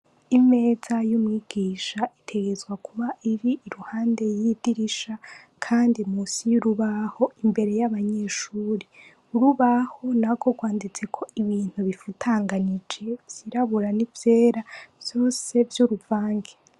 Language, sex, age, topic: Rundi, female, 25-35, education